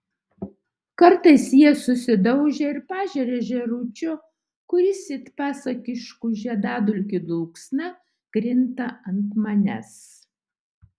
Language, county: Lithuanian, Utena